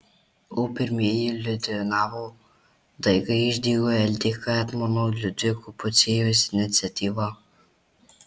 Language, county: Lithuanian, Marijampolė